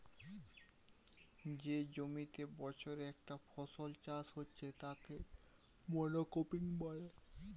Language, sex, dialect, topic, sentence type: Bengali, male, Western, agriculture, statement